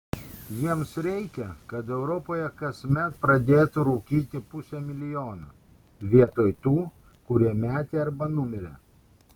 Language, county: Lithuanian, Kaunas